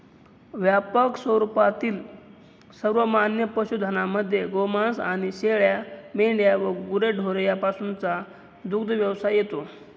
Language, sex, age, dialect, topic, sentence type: Marathi, male, 25-30, Northern Konkan, agriculture, statement